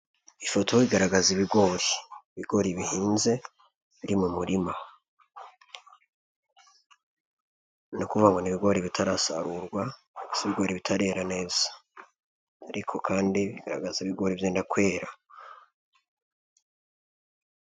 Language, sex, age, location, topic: Kinyarwanda, male, 25-35, Nyagatare, agriculture